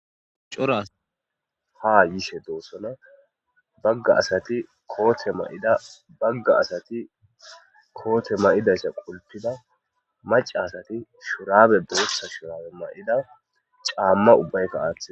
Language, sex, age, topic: Gamo, male, 25-35, government